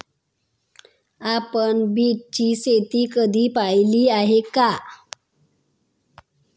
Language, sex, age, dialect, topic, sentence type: Marathi, female, 25-30, Standard Marathi, agriculture, statement